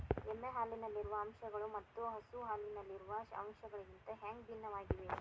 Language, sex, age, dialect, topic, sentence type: Kannada, female, 18-24, Dharwad Kannada, agriculture, question